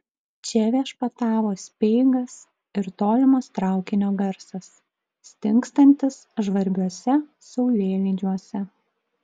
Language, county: Lithuanian, Klaipėda